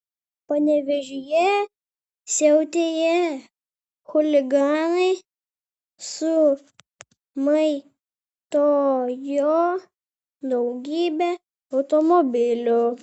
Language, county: Lithuanian, Vilnius